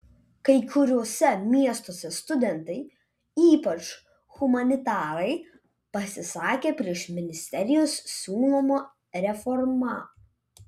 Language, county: Lithuanian, Vilnius